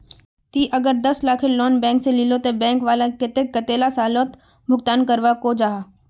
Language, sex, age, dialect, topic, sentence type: Magahi, female, 41-45, Northeastern/Surjapuri, banking, question